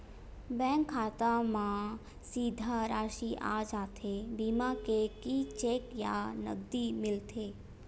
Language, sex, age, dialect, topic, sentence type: Chhattisgarhi, female, 25-30, Western/Budati/Khatahi, banking, question